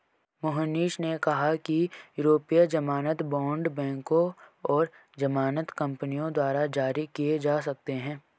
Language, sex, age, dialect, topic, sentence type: Hindi, male, 25-30, Garhwali, banking, statement